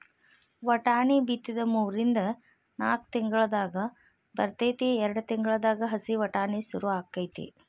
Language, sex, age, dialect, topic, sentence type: Kannada, female, 41-45, Dharwad Kannada, agriculture, statement